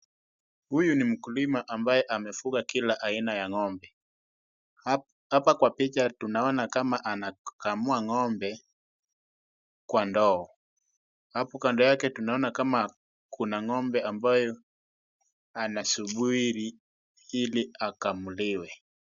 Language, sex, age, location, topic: Swahili, male, 18-24, Wajir, agriculture